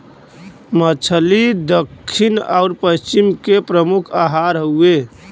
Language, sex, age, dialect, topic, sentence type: Bhojpuri, male, 25-30, Western, agriculture, statement